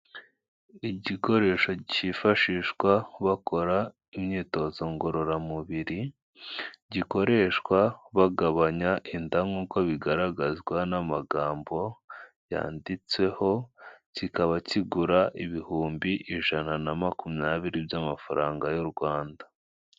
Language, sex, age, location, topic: Kinyarwanda, male, 25-35, Kigali, health